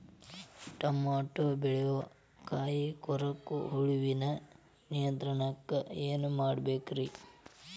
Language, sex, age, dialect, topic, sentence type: Kannada, male, 18-24, Dharwad Kannada, agriculture, question